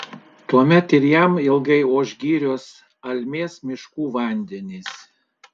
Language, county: Lithuanian, Panevėžys